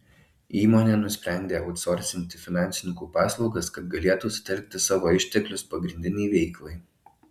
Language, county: Lithuanian, Alytus